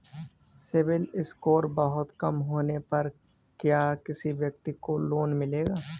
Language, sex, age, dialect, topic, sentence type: Hindi, male, 18-24, Marwari Dhudhari, banking, question